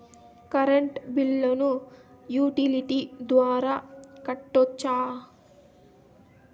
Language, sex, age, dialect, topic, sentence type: Telugu, female, 18-24, Southern, banking, question